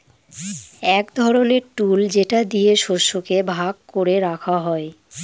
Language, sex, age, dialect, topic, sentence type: Bengali, female, 25-30, Northern/Varendri, agriculture, statement